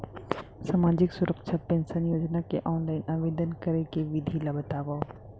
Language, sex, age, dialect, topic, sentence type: Chhattisgarhi, female, 25-30, Central, banking, question